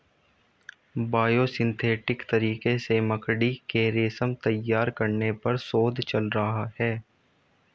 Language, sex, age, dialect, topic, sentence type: Hindi, male, 18-24, Hindustani Malvi Khadi Boli, agriculture, statement